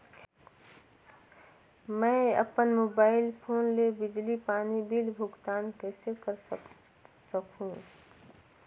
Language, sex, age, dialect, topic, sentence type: Chhattisgarhi, female, 36-40, Northern/Bhandar, banking, question